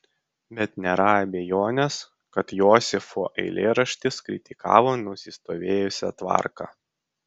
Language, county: Lithuanian, Vilnius